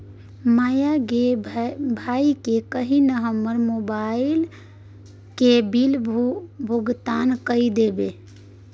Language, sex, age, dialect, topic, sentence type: Maithili, female, 18-24, Bajjika, banking, statement